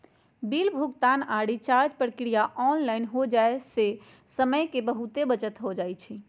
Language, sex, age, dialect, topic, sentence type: Magahi, female, 56-60, Western, banking, statement